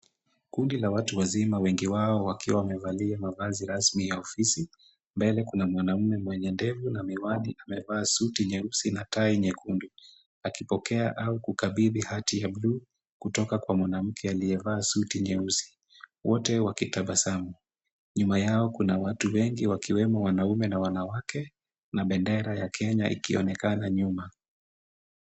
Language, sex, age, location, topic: Swahili, male, 25-35, Kisumu, government